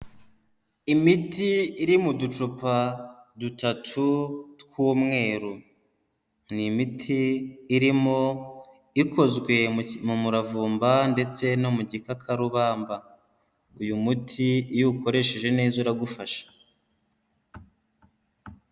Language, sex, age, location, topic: Kinyarwanda, male, 25-35, Huye, health